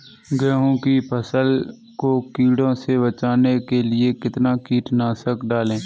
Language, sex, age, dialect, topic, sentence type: Hindi, male, 36-40, Kanauji Braj Bhasha, agriculture, question